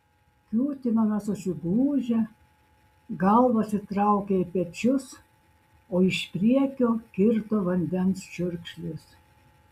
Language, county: Lithuanian, Šiauliai